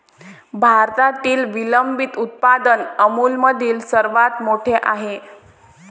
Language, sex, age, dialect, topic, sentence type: Marathi, female, 18-24, Varhadi, agriculture, statement